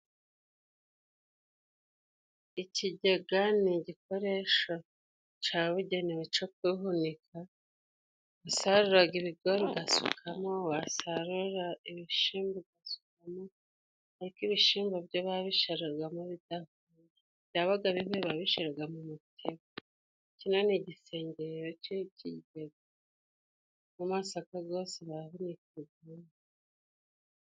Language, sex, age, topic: Kinyarwanda, female, 36-49, government